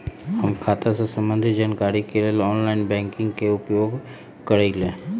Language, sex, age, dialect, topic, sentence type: Magahi, female, 25-30, Western, banking, statement